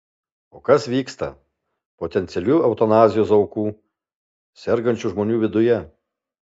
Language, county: Lithuanian, Alytus